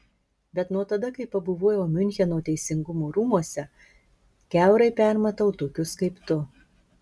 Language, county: Lithuanian, Marijampolė